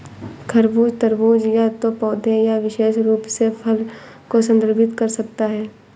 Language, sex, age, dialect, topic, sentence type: Hindi, female, 18-24, Awadhi Bundeli, agriculture, statement